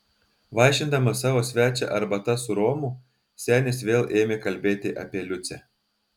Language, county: Lithuanian, Telšiai